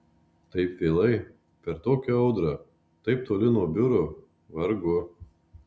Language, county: Lithuanian, Marijampolė